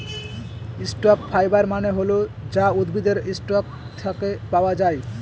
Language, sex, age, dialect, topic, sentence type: Bengali, male, 18-24, Northern/Varendri, agriculture, statement